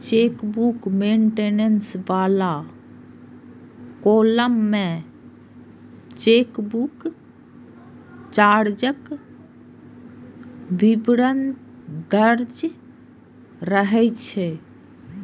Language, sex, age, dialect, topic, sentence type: Maithili, female, 25-30, Eastern / Thethi, banking, statement